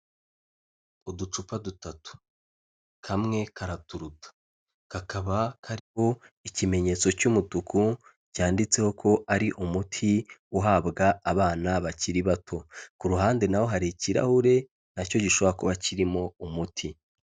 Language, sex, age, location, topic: Kinyarwanda, male, 25-35, Kigali, health